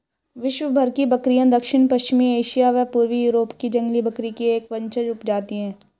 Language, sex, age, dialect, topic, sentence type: Hindi, female, 18-24, Hindustani Malvi Khadi Boli, agriculture, statement